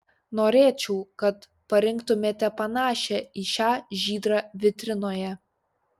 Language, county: Lithuanian, Šiauliai